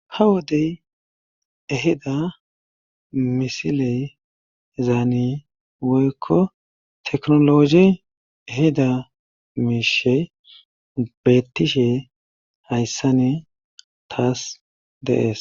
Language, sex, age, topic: Gamo, male, 36-49, government